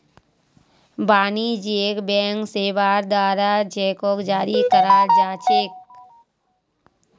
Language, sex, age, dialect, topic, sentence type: Magahi, female, 18-24, Northeastern/Surjapuri, banking, statement